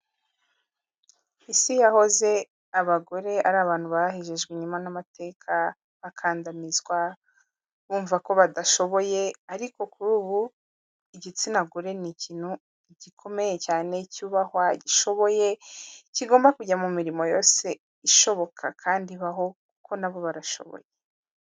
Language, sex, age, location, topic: Kinyarwanda, female, 18-24, Kigali, health